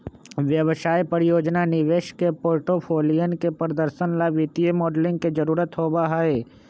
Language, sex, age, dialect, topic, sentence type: Magahi, male, 25-30, Western, banking, statement